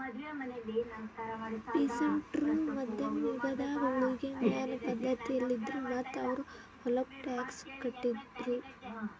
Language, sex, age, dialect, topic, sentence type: Kannada, female, 18-24, Northeastern, agriculture, statement